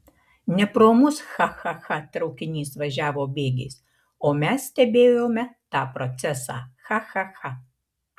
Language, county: Lithuanian, Marijampolė